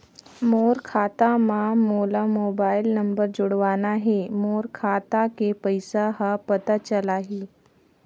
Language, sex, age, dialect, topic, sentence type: Chhattisgarhi, female, 25-30, Northern/Bhandar, banking, question